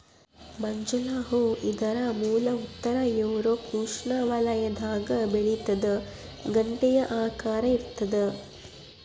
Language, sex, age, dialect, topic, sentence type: Kannada, female, 25-30, Central, agriculture, statement